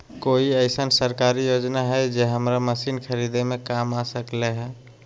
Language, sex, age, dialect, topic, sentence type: Magahi, male, 25-30, Western, agriculture, question